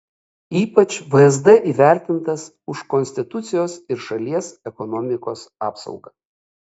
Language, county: Lithuanian, Kaunas